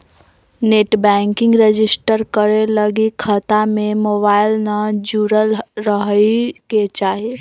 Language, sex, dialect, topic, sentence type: Magahi, female, Southern, banking, statement